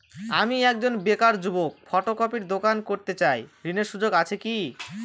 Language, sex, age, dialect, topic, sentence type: Bengali, male, <18, Northern/Varendri, banking, question